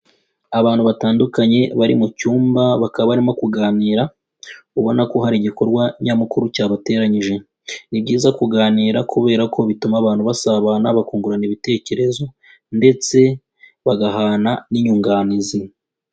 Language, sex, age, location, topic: Kinyarwanda, female, 25-35, Kigali, education